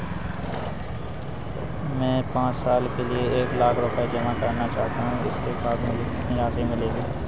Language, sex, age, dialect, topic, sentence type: Hindi, male, 18-24, Awadhi Bundeli, banking, question